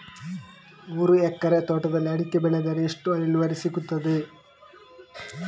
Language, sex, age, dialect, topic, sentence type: Kannada, male, 18-24, Coastal/Dakshin, agriculture, question